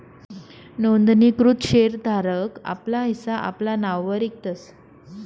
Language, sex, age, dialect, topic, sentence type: Marathi, female, 25-30, Northern Konkan, banking, statement